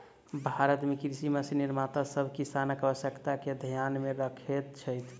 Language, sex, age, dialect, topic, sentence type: Maithili, male, 25-30, Southern/Standard, agriculture, statement